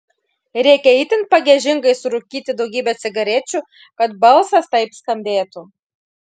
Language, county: Lithuanian, Klaipėda